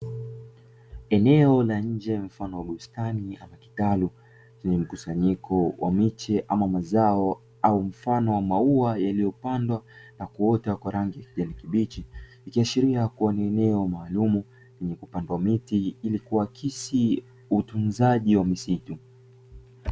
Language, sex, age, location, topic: Swahili, male, 25-35, Dar es Salaam, agriculture